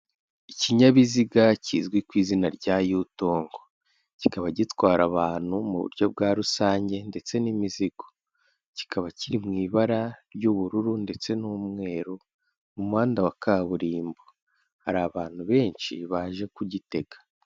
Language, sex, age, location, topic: Kinyarwanda, male, 25-35, Kigali, government